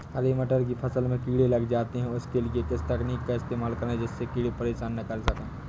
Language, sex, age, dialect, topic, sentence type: Hindi, male, 18-24, Awadhi Bundeli, agriculture, question